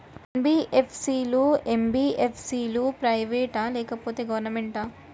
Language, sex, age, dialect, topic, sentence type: Telugu, male, 18-24, Telangana, banking, question